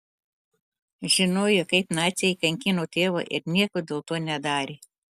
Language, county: Lithuanian, Telšiai